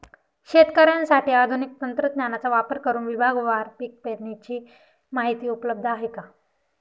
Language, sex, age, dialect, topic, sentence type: Marathi, female, 18-24, Northern Konkan, agriculture, question